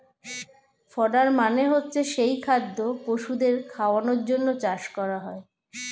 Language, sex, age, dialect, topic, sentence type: Bengali, female, 41-45, Standard Colloquial, agriculture, statement